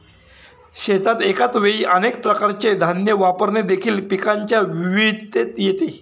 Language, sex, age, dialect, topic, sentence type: Marathi, male, 36-40, Standard Marathi, agriculture, statement